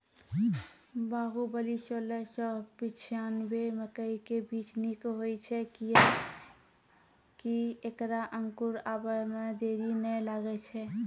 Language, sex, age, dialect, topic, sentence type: Maithili, female, 25-30, Angika, agriculture, question